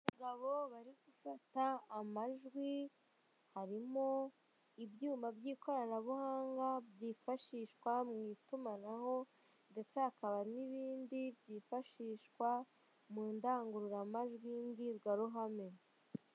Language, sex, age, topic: Kinyarwanda, female, 18-24, finance